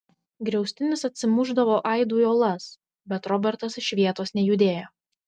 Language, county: Lithuanian, Telšiai